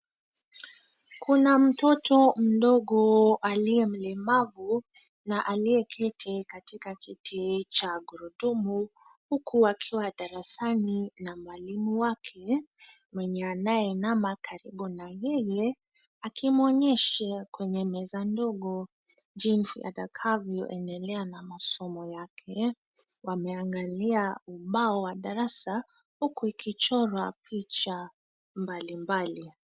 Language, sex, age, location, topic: Swahili, female, 25-35, Nairobi, education